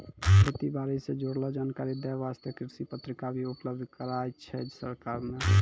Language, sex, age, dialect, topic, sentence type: Maithili, male, 18-24, Angika, agriculture, statement